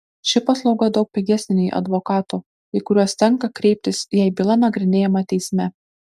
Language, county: Lithuanian, Kaunas